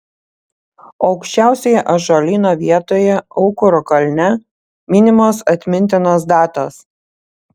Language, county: Lithuanian, Panevėžys